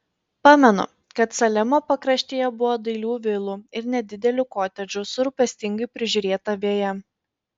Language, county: Lithuanian, Panevėžys